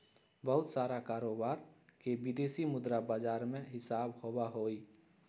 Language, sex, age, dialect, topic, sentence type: Magahi, male, 56-60, Western, banking, statement